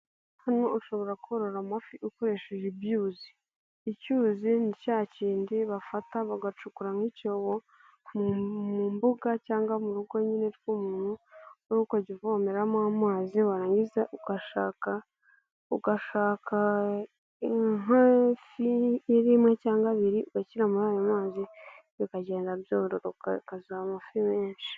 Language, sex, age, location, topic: Kinyarwanda, female, 18-24, Nyagatare, agriculture